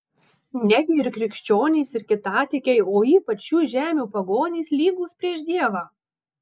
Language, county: Lithuanian, Marijampolė